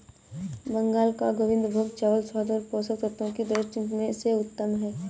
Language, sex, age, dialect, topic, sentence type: Hindi, female, 25-30, Awadhi Bundeli, agriculture, statement